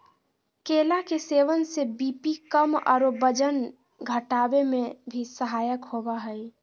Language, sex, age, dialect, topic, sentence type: Magahi, female, 56-60, Southern, agriculture, statement